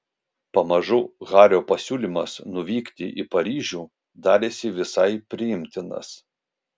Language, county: Lithuanian, Vilnius